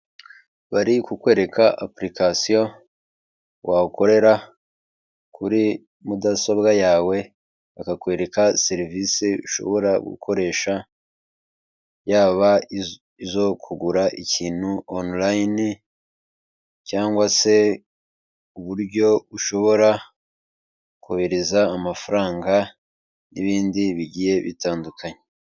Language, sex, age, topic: Kinyarwanda, male, 25-35, finance